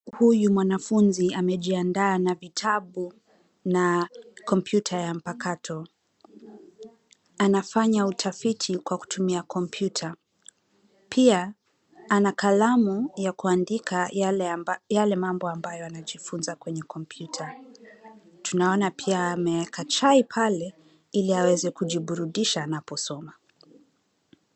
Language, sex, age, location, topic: Swahili, female, 25-35, Nairobi, education